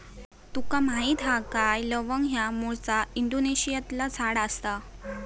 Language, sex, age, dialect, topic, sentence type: Marathi, female, 18-24, Southern Konkan, agriculture, statement